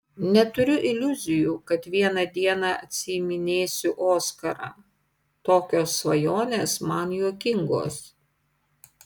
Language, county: Lithuanian, Panevėžys